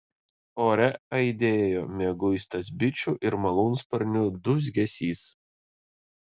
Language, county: Lithuanian, Panevėžys